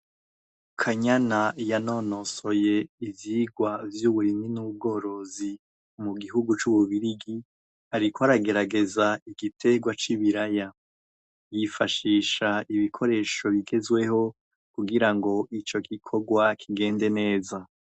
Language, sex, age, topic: Rundi, male, 25-35, education